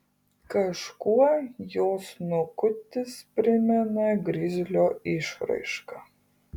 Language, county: Lithuanian, Kaunas